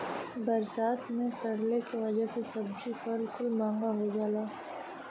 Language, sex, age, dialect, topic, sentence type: Bhojpuri, female, 25-30, Western, agriculture, statement